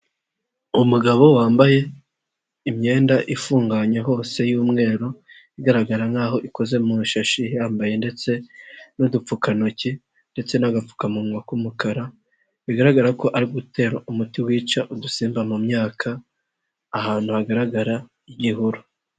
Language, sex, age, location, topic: Kinyarwanda, male, 50+, Nyagatare, agriculture